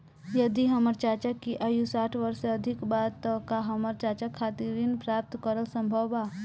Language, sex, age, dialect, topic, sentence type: Bhojpuri, female, 18-24, Northern, banking, statement